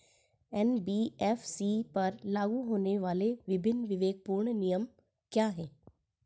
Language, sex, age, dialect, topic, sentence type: Hindi, female, 41-45, Hindustani Malvi Khadi Boli, banking, question